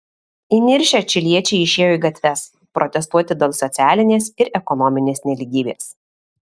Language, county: Lithuanian, Alytus